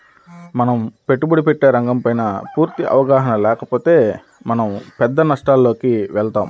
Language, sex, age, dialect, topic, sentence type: Telugu, male, 31-35, Central/Coastal, banking, statement